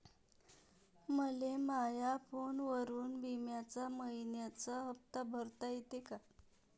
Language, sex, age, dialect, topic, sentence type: Marathi, female, 31-35, Varhadi, banking, question